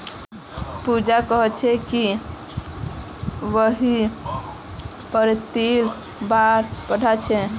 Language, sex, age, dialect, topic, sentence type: Magahi, male, 18-24, Northeastern/Surjapuri, banking, statement